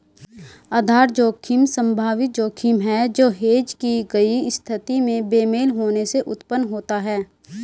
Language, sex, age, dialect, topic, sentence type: Hindi, female, 25-30, Hindustani Malvi Khadi Boli, banking, statement